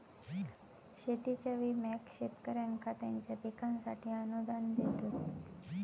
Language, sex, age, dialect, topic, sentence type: Marathi, female, 25-30, Southern Konkan, agriculture, statement